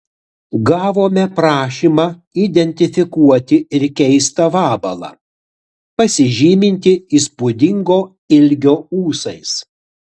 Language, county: Lithuanian, Utena